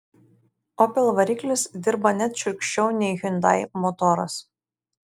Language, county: Lithuanian, Šiauliai